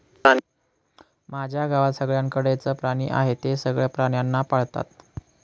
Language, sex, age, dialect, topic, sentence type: Marathi, male, 18-24, Northern Konkan, agriculture, statement